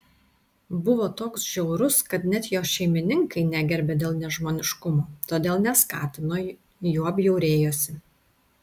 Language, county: Lithuanian, Tauragė